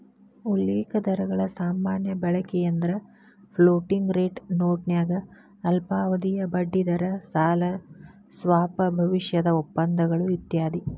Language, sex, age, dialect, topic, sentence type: Kannada, female, 31-35, Dharwad Kannada, banking, statement